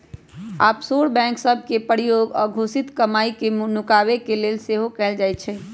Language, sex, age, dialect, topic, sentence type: Magahi, female, 18-24, Western, banking, statement